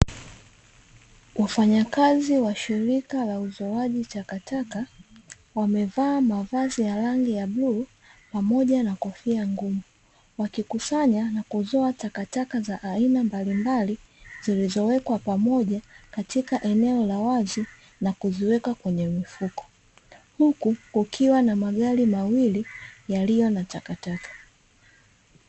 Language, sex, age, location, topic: Swahili, female, 25-35, Dar es Salaam, government